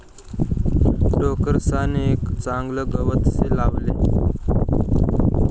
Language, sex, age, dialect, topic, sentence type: Marathi, male, 18-24, Northern Konkan, agriculture, statement